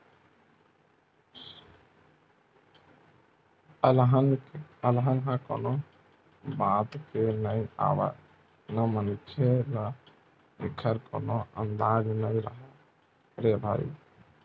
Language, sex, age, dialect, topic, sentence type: Chhattisgarhi, male, 25-30, Western/Budati/Khatahi, banking, statement